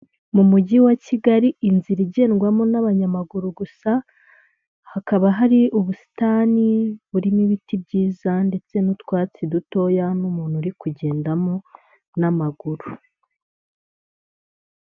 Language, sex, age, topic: Kinyarwanda, female, 25-35, government